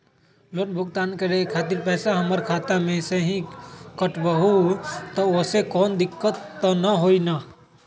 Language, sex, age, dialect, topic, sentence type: Magahi, male, 18-24, Western, banking, question